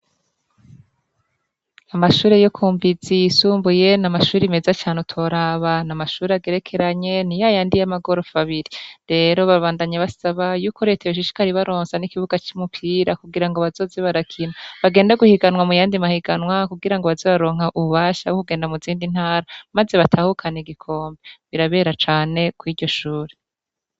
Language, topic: Rundi, education